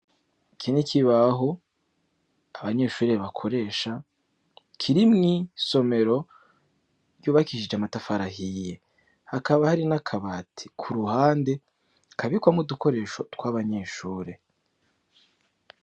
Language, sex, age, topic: Rundi, male, 25-35, education